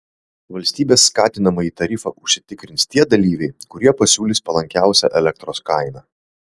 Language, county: Lithuanian, Vilnius